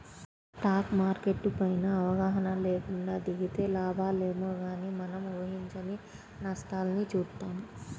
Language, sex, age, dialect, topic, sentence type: Telugu, male, 36-40, Central/Coastal, banking, statement